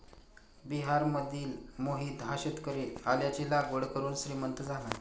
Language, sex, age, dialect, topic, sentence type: Marathi, male, 46-50, Standard Marathi, agriculture, statement